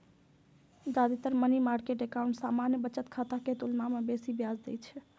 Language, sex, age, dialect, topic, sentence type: Maithili, female, 25-30, Eastern / Thethi, banking, statement